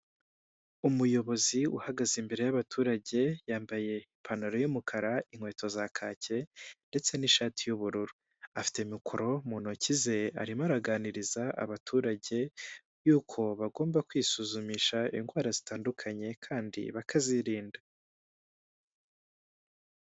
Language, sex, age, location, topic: Kinyarwanda, male, 18-24, Huye, health